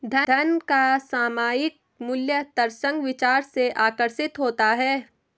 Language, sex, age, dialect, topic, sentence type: Hindi, female, 18-24, Garhwali, banking, statement